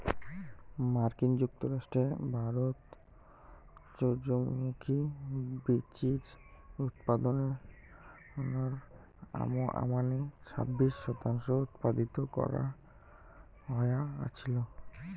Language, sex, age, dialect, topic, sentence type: Bengali, male, 18-24, Rajbangshi, agriculture, statement